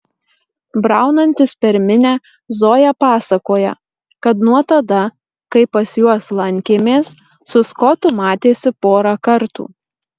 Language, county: Lithuanian, Marijampolė